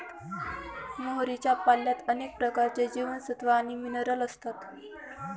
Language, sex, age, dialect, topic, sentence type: Marathi, female, 25-30, Northern Konkan, agriculture, statement